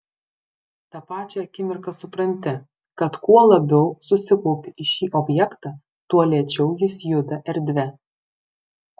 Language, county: Lithuanian, Vilnius